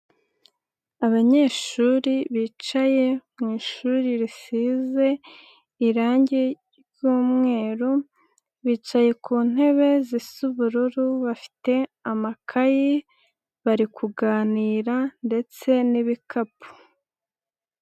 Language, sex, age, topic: Kinyarwanda, female, 18-24, education